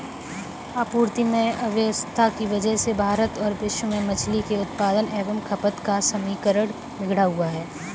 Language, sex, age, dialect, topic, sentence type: Hindi, female, 18-24, Kanauji Braj Bhasha, agriculture, statement